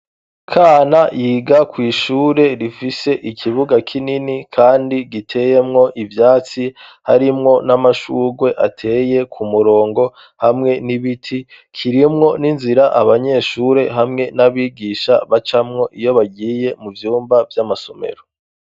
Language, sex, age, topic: Rundi, male, 25-35, education